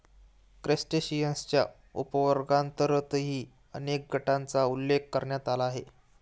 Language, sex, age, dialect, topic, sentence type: Marathi, male, 18-24, Standard Marathi, agriculture, statement